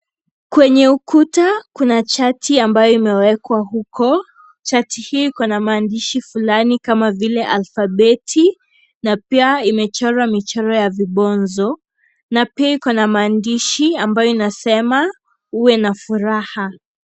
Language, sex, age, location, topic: Swahili, female, 25-35, Kisii, education